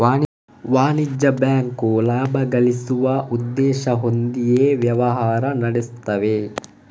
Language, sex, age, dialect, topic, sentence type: Kannada, male, 18-24, Coastal/Dakshin, banking, statement